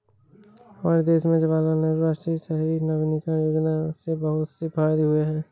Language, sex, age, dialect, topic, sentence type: Hindi, male, 18-24, Awadhi Bundeli, banking, statement